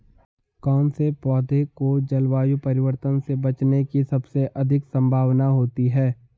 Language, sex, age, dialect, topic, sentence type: Hindi, male, 18-24, Hindustani Malvi Khadi Boli, agriculture, question